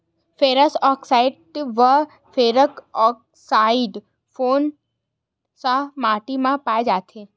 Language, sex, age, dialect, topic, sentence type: Chhattisgarhi, female, 18-24, Western/Budati/Khatahi, agriculture, question